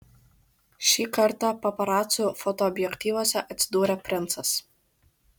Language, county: Lithuanian, Kaunas